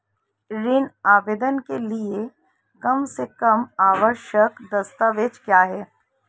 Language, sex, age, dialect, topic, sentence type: Hindi, female, 36-40, Marwari Dhudhari, banking, question